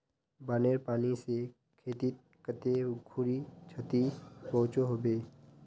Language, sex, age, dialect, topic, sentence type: Magahi, male, 41-45, Northeastern/Surjapuri, agriculture, question